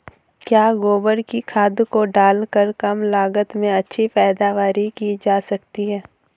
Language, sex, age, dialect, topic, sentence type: Hindi, female, 18-24, Awadhi Bundeli, agriculture, question